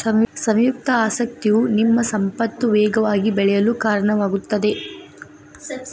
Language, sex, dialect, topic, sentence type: Kannada, female, Dharwad Kannada, banking, statement